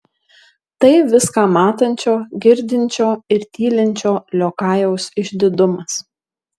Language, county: Lithuanian, Marijampolė